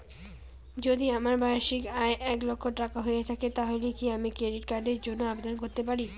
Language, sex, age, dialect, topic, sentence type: Bengali, female, 18-24, Rajbangshi, banking, question